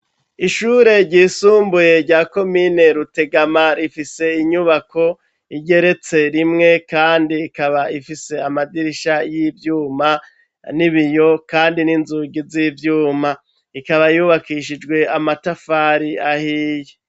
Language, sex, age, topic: Rundi, male, 36-49, education